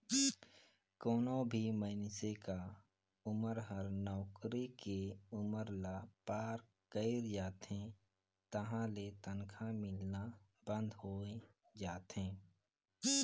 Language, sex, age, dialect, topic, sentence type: Chhattisgarhi, male, 18-24, Northern/Bhandar, banking, statement